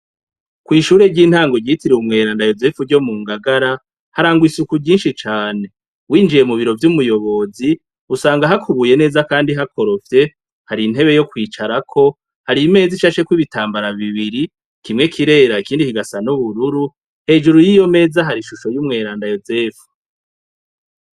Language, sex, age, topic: Rundi, male, 36-49, education